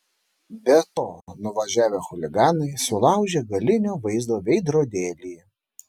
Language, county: Lithuanian, Šiauliai